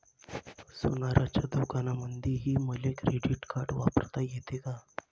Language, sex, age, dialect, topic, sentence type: Marathi, male, 25-30, Varhadi, banking, question